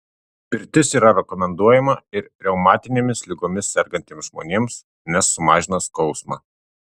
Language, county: Lithuanian, Tauragė